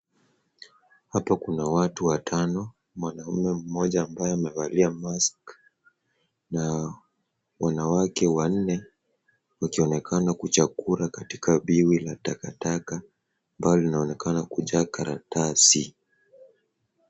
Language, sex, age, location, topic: Swahili, male, 18-24, Wajir, health